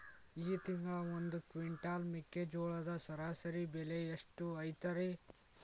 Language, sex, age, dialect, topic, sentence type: Kannada, male, 18-24, Dharwad Kannada, agriculture, question